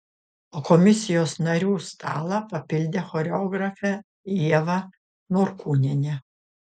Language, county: Lithuanian, Šiauliai